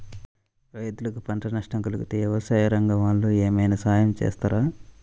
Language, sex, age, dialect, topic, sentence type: Telugu, male, 31-35, Central/Coastal, agriculture, question